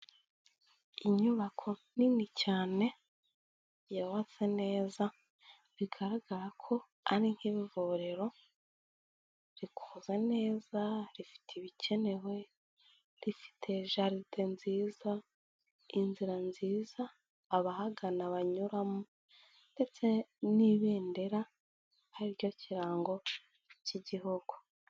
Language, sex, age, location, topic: Kinyarwanda, female, 18-24, Kigali, health